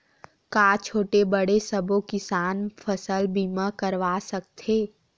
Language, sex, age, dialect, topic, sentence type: Chhattisgarhi, female, 18-24, Western/Budati/Khatahi, agriculture, question